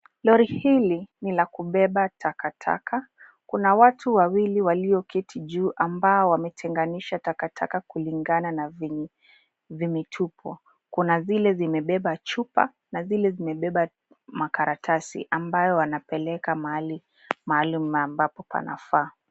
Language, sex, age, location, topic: Swahili, female, 25-35, Nairobi, government